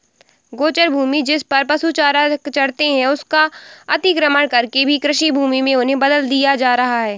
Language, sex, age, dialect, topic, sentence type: Hindi, female, 60-100, Awadhi Bundeli, agriculture, statement